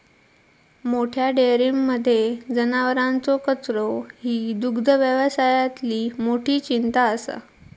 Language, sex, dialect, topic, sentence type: Marathi, female, Southern Konkan, agriculture, statement